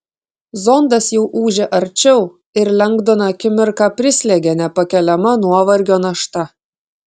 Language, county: Lithuanian, Klaipėda